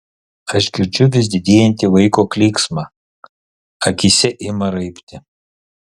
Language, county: Lithuanian, Kaunas